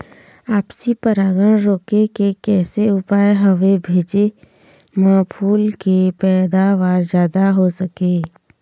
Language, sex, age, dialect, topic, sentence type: Chhattisgarhi, female, 25-30, Eastern, agriculture, question